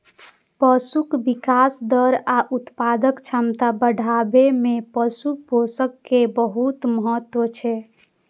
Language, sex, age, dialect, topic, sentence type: Maithili, female, 25-30, Eastern / Thethi, agriculture, statement